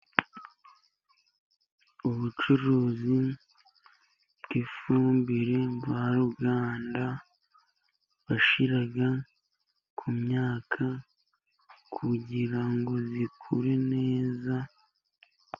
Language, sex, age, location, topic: Kinyarwanda, male, 18-24, Musanze, agriculture